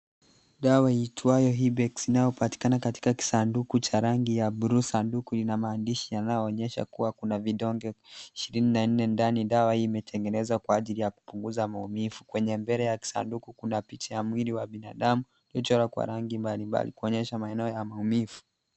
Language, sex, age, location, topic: Swahili, male, 18-24, Nairobi, health